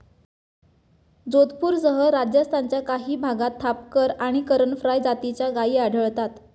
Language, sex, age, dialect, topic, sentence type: Marathi, male, 25-30, Standard Marathi, agriculture, statement